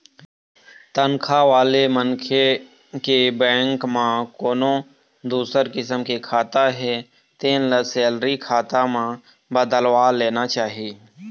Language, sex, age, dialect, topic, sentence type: Chhattisgarhi, male, 31-35, Eastern, banking, statement